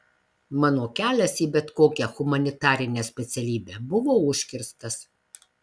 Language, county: Lithuanian, Marijampolė